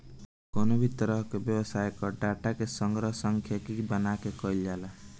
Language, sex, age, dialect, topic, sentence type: Bhojpuri, male, <18, Northern, banking, statement